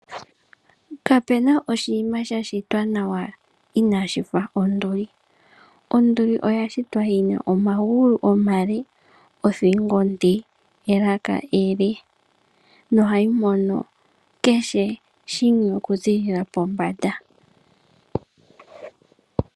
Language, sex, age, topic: Oshiwambo, female, 18-24, agriculture